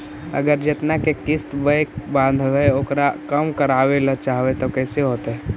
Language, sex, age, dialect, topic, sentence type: Magahi, male, 18-24, Central/Standard, banking, question